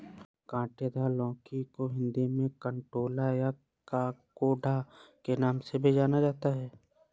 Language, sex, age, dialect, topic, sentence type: Hindi, male, 18-24, Awadhi Bundeli, agriculture, statement